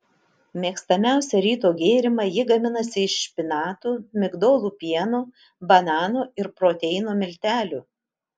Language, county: Lithuanian, Utena